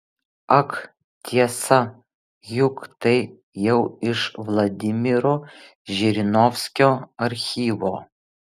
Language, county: Lithuanian, Vilnius